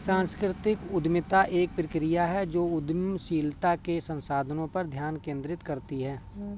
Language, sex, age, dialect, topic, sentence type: Hindi, male, 41-45, Kanauji Braj Bhasha, banking, statement